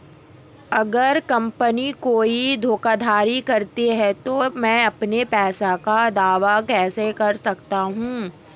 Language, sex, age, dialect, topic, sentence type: Hindi, female, 25-30, Marwari Dhudhari, banking, question